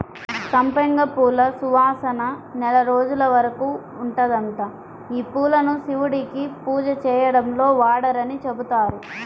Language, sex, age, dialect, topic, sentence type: Telugu, female, 25-30, Central/Coastal, agriculture, statement